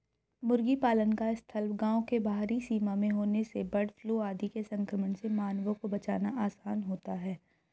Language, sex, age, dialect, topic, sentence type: Hindi, female, 31-35, Hindustani Malvi Khadi Boli, agriculture, statement